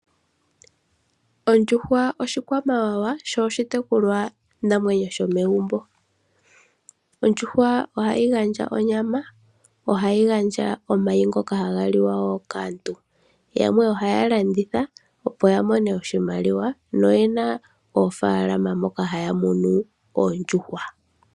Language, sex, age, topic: Oshiwambo, female, 25-35, agriculture